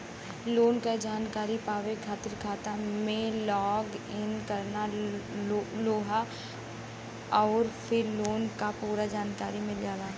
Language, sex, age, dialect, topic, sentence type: Bhojpuri, female, 31-35, Western, banking, statement